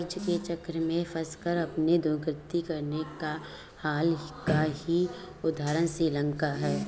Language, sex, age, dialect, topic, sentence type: Hindi, female, 18-24, Awadhi Bundeli, banking, statement